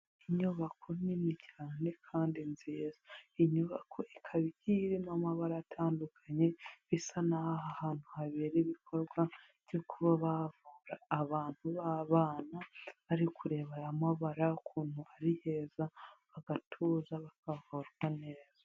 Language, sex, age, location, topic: Kinyarwanda, female, 25-35, Huye, health